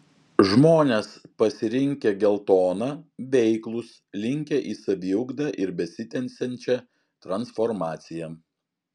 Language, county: Lithuanian, Vilnius